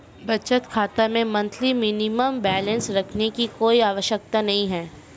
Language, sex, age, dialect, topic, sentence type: Hindi, female, 18-24, Marwari Dhudhari, banking, statement